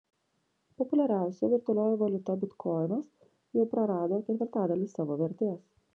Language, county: Lithuanian, Vilnius